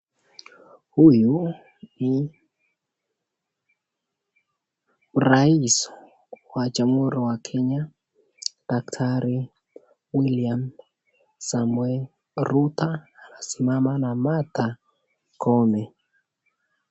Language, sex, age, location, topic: Swahili, male, 18-24, Nakuru, government